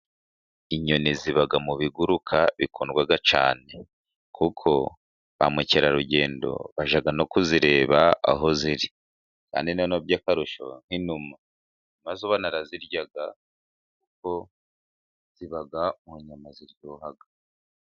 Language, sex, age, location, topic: Kinyarwanda, male, 36-49, Musanze, agriculture